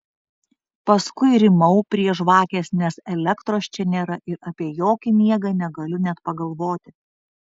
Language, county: Lithuanian, Vilnius